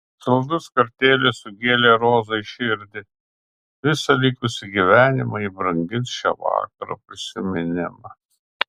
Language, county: Lithuanian, Kaunas